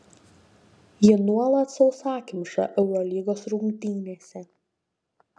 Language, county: Lithuanian, Šiauliai